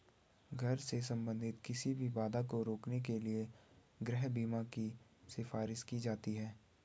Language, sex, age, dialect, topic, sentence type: Hindi, male, 18-24, Garhwali, banking, statement